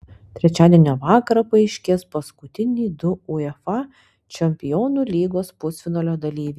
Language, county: Lithuanian, Telšiai